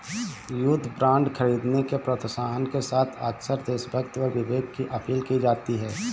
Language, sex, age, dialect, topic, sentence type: Hindi, male, 25-30, Awadhi Bundeli, banking, statement